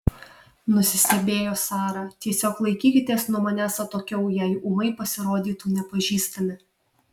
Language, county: Lithuanian, Alytus